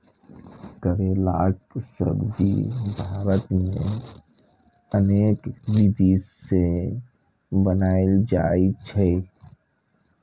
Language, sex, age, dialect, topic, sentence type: Maithili, male, 25-30, Eastern / Thethi, agriculture, statement